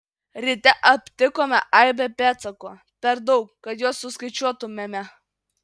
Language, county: Lithuanian, Kaunas